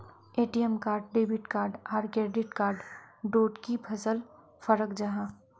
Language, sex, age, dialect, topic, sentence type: Magahi, female, 41-45, Northeastern/Surjapuri, banking, question